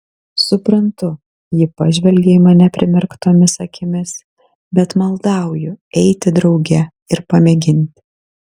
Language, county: Lithuanian, Kaunas